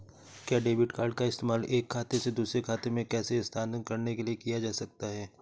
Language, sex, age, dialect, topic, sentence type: Hindi, male, 36-40, Awadhi Bundeli, banking, question